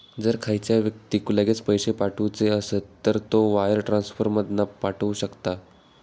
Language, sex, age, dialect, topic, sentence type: Marathi, male, 18-24, Southern Konkan, banking, statement